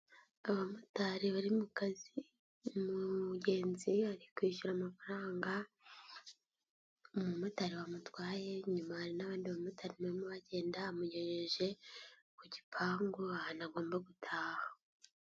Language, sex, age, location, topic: Kinyarwanda, female, 18-24, Nyagatare, finance